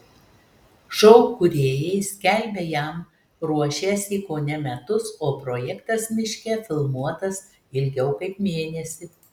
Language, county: Lithuanian, Telšiai